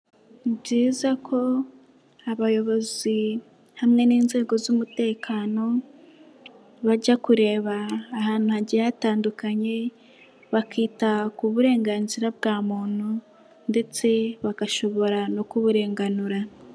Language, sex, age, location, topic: Kinyarwanda, female, 18-24, Nyagatare, government